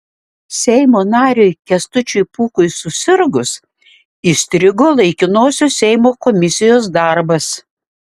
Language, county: Lithuanian, Šiauliai